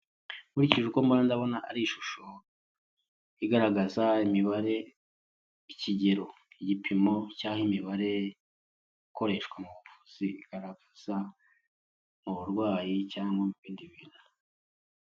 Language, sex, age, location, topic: Kinyarwanda, male, 25-35, Huye, health